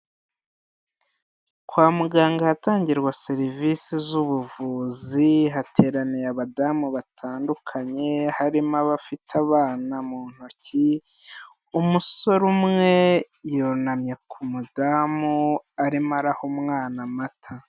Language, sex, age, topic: Kinyarwanda, male, 25-35, health